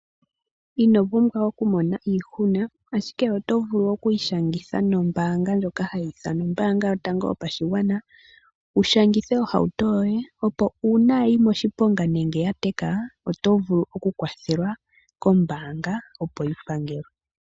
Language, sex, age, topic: Oshiwambo, female, 18-24, finance